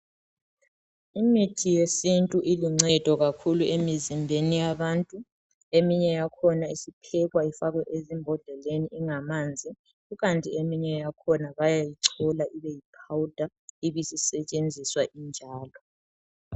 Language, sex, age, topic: North Ndebele, male, 36-49, health